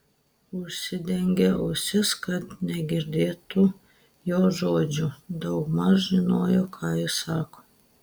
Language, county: Lithuanian, Telšiai